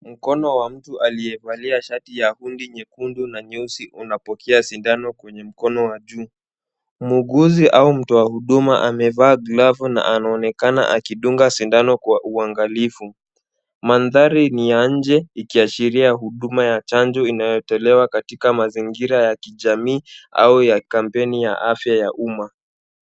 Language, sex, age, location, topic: Swahili, male, 18-24, Kisumu, health